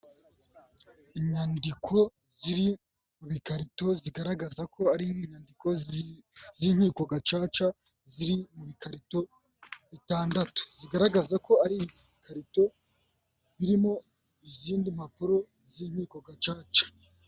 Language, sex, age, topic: Kinyarwanda, male, 18-24, government